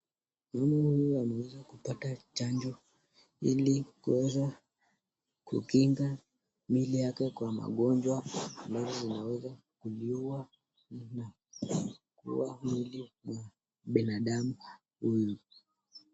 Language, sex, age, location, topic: Swahili, male, 25-35, Nakuru, health